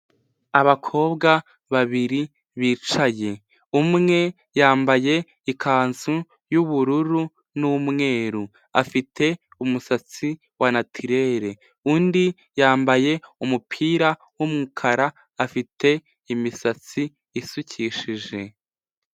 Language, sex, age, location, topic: Kinyarwanda, male, 18-24, Huye, health